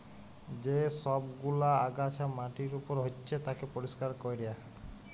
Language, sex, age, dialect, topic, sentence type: Bengali, male, 18-24, Jharkhandi, agriculture, statement